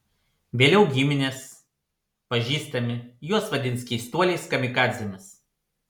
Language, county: Lithuanian, Panevėžys